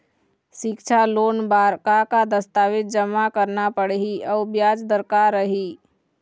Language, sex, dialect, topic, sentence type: Chhattisgarhi, female, Eastern, banking, question